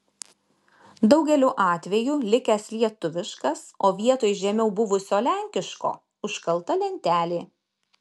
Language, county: Lithuanian, Šiauliai